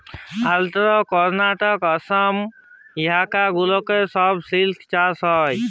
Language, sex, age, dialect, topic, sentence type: Bengali, male, 18-24, Jharkhandi, agriculture, statement